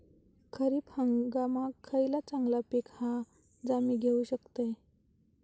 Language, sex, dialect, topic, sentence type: Marathi, female, Southern Konkan, agriculture, question